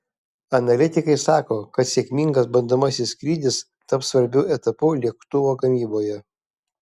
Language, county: Lithuanian, Kaunas